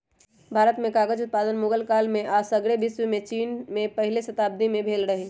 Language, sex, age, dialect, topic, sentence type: Magahi, male, 31-35, Western, agriculture, statement